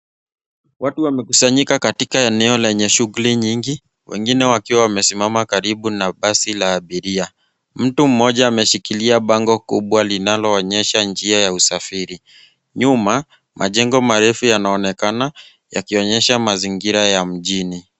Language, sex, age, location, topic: Swahili, male, 25-35, Nairobi, government